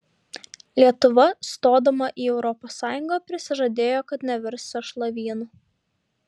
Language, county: Lithuanian, Šiauliai